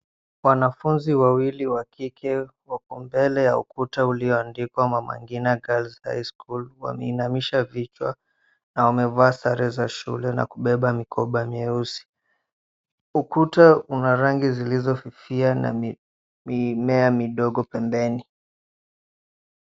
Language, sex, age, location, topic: Swahili, male, 18-24, Mombasa, education